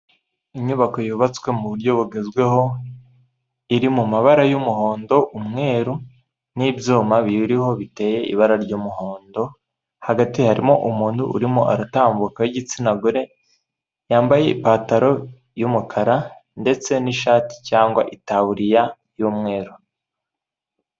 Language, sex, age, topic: Kinyarwanda, male, 18-24, government